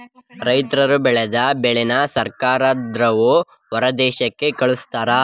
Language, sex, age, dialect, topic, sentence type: Kannada, male, 25-30, Mysore Kannada, banking, statement